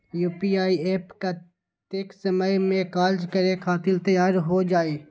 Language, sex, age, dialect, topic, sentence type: Magahi, male, 25-30, Western, banking, question